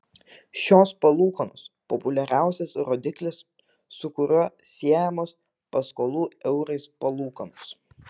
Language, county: Lithuanian, Vilnius